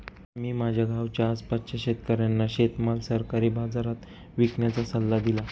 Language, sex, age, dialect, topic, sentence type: Marathi, male, 25-30, Northern Konkan, agriculture, statement